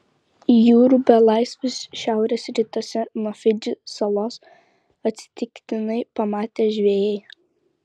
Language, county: Lithuanian, Vilnius